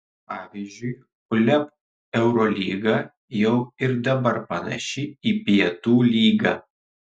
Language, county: Lithuanian, Kaunas